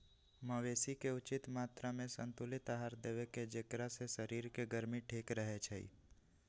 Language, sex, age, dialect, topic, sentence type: Magahi, male, 18-24, Western, agriculture, statement